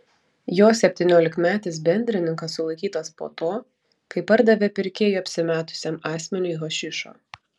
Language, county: Lithuanian, Panevėžys